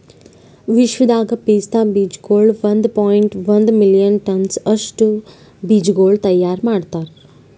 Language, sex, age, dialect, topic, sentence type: Kannada, male, 25-30, Northeastern, agriculture, statement